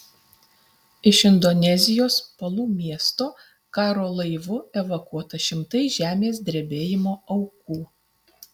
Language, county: Lithuanian, Utena